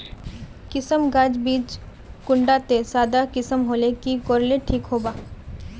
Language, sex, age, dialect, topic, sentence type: Magahi, female, 18-24, Northeastern/Surjapuri, agriculture, question